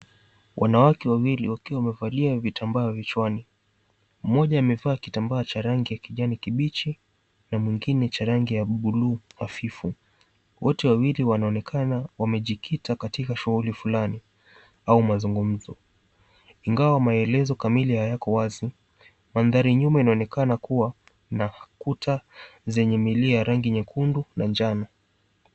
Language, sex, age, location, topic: Swahili, male, 18-24, Mombasa, health